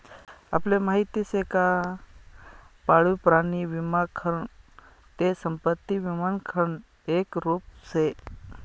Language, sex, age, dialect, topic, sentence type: Marathi, male, 31-35, Northern Konkan, banking, statement